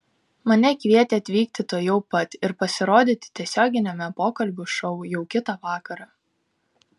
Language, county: Lithuanian, Kaunas